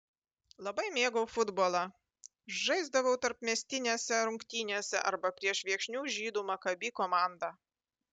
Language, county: Lithuanian, Panevėžys